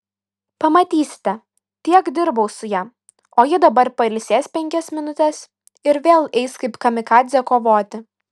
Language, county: Lithuanian, Kaunas